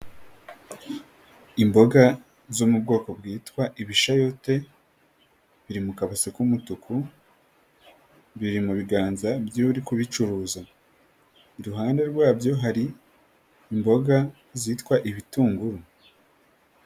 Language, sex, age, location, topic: Kinyarwanda, female, 18-24, Nyagatare, agriculture